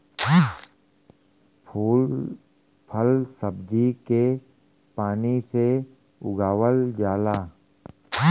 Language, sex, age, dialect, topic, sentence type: Bhojpuri, male, 41-45, Western, agriculture, statement